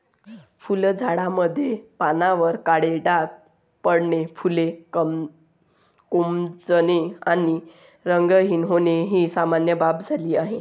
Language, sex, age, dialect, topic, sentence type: Marathi, female, 60-100, Varhadi, agriculture, statement